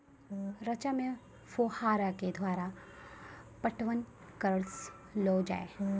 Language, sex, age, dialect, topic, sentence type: Maithili, female, 25-30, Angika, agriculture, question